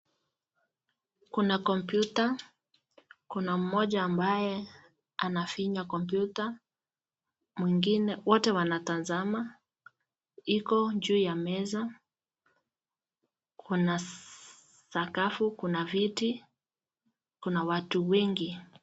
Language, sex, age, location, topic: Swahili, female, 18-24, Nakuru, government